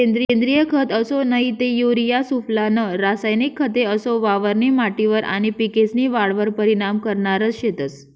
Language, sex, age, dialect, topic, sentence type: Marathi, female, 31-35, Northern Konkan, agriculture, statement